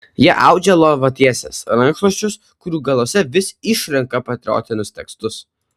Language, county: Lithuanian, Kaunas